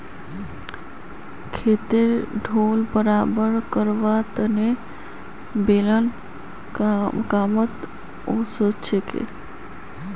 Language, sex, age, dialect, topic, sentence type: Magahi, female, 18-24, Northeastern/Surjapuri, agriculture, statement